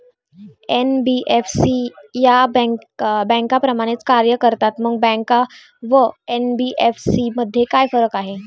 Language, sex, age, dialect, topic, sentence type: Marathi, female, 18-24, Standard Marathi, banking, question